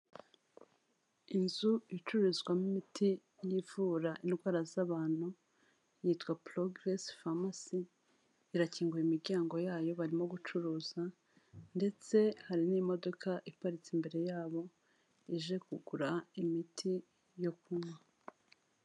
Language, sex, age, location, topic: Kinyarwanda, female, 36-49, Kigali, health